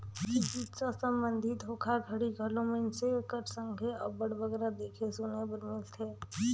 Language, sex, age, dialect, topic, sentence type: Chhattisgarhi, female, 18-24, Northern/Bhandar, banking, statement